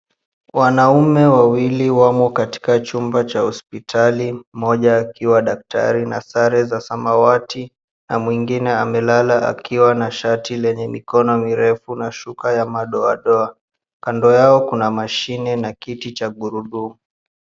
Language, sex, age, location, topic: Swahili, male, 18-24, Mombasa, health